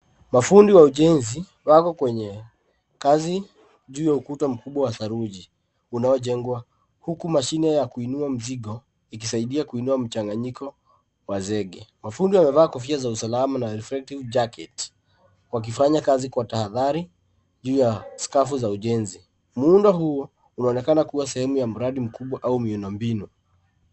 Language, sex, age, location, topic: Swahili, female, 50+, Nairobi, government